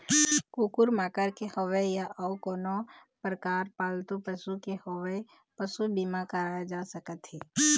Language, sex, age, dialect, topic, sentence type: Chhattisgarhi, female, 25-30, Eastern, banking, statement